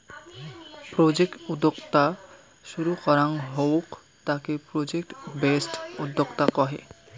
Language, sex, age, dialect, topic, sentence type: Bengali, male, 18-24, Rajbangshi, banking, statement